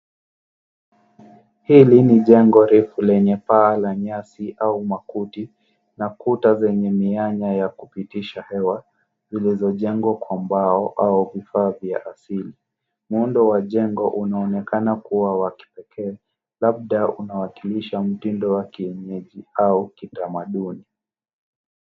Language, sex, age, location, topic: Swahili, male, 18-24, Nairobi, finance